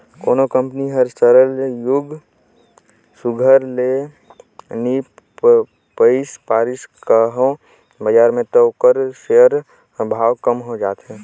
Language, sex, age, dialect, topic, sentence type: Chhattisgarhi, male, 18-24, Northern/Bhandar, banking, statement